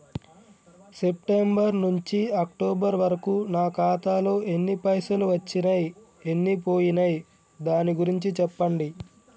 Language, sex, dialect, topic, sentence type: Telugu, male, Telangana, banking, question